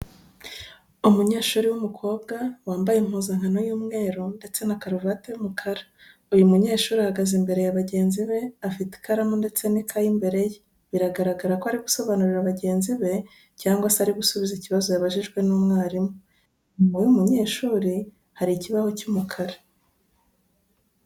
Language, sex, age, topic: Kinyarwanda, female, 36-49, education